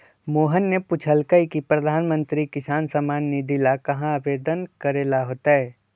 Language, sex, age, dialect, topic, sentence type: Magahi, male, 25-30, Western, agriculture, statement